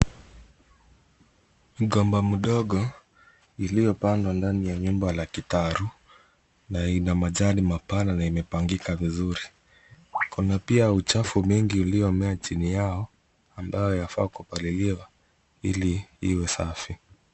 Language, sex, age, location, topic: Swahili, male, 25-35, Kisumu, agriculture